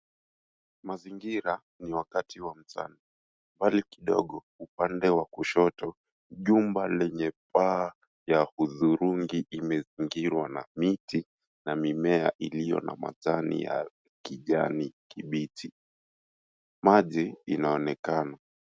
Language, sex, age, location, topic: Swahili, male, 18-24, Mombasa, government